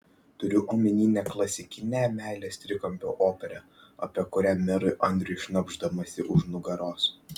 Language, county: Lithuanian, Vilnius